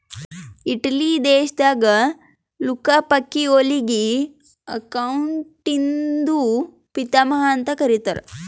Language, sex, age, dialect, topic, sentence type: Kannada, female, 18-24, Northeastern, banking, statement